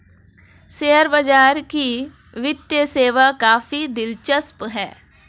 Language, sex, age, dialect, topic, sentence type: Hindi, female, 25-30, Marwari Dhudhari, banking, statement